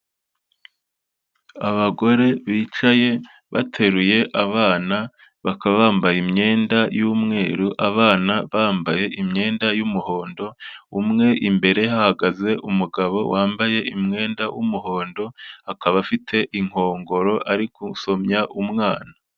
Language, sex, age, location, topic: Kinyarwanda, male, 25-35, Kigali, health